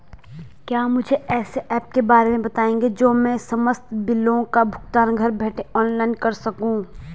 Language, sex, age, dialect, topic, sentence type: Hindi, female, 18-24, Garhwali, banking, question